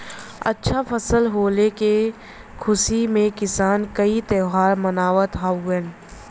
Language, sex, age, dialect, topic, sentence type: Bhojpuri, female, 25-30, Western, agriculture, statement